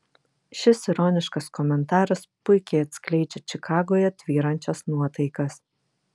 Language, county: Lithuanian, Vilnius